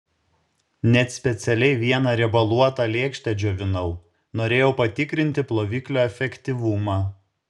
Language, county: Lithuanian, Šiauliai